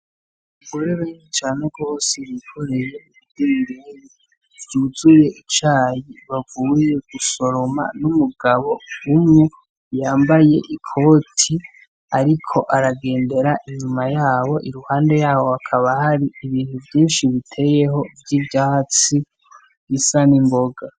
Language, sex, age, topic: Rundi, male, 18-24, agriculture